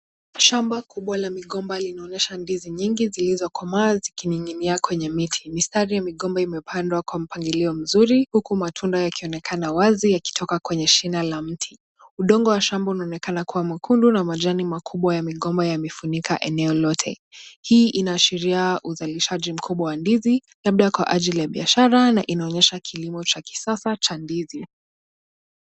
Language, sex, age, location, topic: Swahili, female, 18-24, Nakuru, agriculture